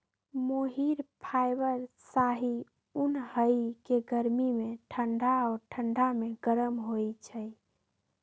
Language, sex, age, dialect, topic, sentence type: Magahi, female, 18-24, Western, agriculture, statement